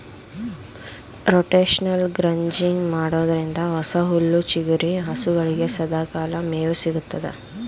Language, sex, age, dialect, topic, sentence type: Kannada, female, 25-30, Mysore Kannada, agriculture, statement